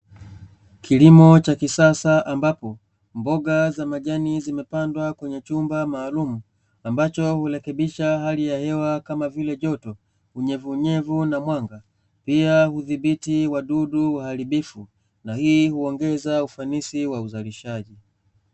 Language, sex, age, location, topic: Swahili, male, 25-35, Dar es Salaam, agriculture